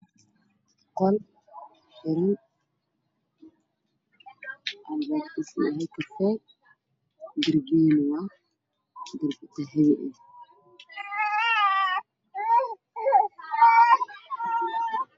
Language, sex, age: Somali, male, 18-24